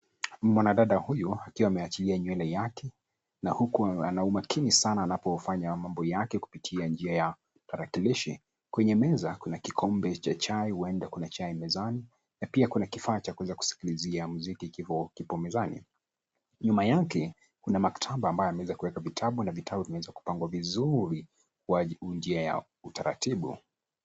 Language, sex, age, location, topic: Swahili, male, 25-35, Nairobi, education